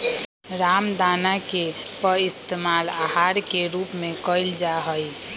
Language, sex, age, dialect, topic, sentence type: Magahi, female, 18-24, Western, agriculture, statement